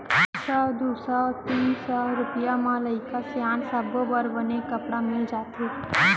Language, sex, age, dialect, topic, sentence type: Chhattisgarhi, female, 18-24, Central, agriculture, statement